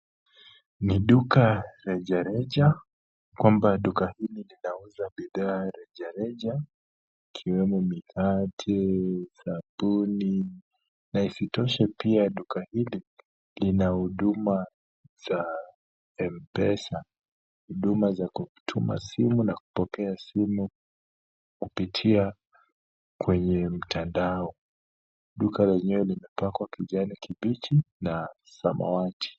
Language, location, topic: Swahili, Kisumu, finance